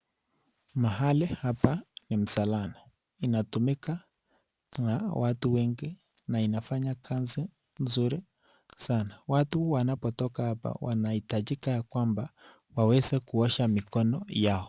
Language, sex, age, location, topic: Swahili, male, 18-24, Nakuru, health